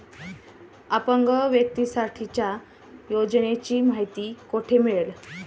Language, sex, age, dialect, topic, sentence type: Marathi, male, 36-40, Standard Marathi, banking, question